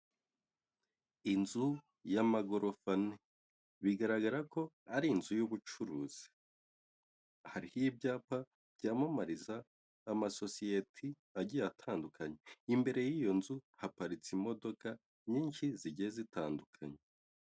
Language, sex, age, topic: Kinyarwanda, male, 18-24, government